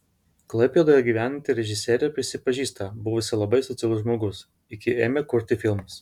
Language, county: Lithuanian, Vilnius